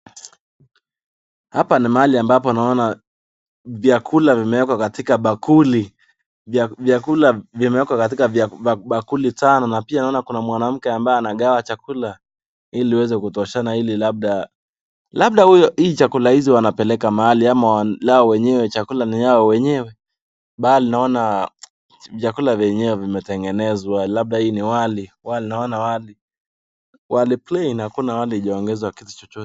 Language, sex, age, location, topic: Swahili, male, 18-24, Nakuru, agriculture